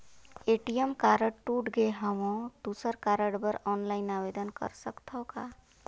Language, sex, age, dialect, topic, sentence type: Chhattisgarhi, female, 31-35, Northern/Bhandar, banking, question